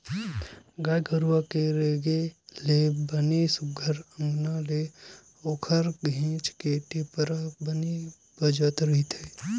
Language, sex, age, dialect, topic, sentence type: Chhattisgarhi, male, 18-24, Western/Budati/Khatahi, agriculture, statement